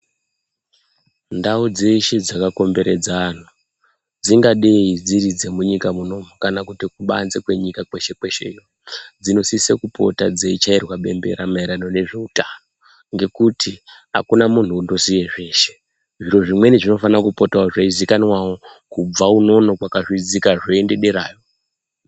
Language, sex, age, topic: Ndau, male, 25-35, health